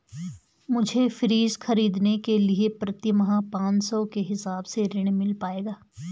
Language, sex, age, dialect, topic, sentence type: Hindi, female, 41-45, Garhwali, banking, question